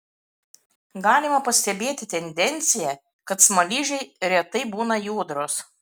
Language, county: Lithuanian, Kaunas